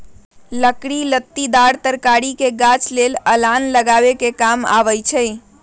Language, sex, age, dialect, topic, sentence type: Magahi, female, 36-40, Western, agriculture, statement